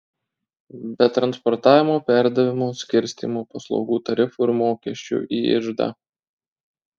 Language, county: Lithuanian, Marijampolė